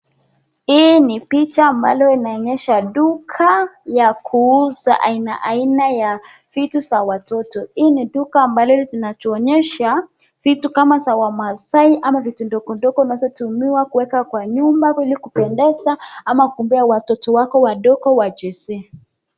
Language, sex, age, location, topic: Swahili, female, 18-24, Nakuru, finance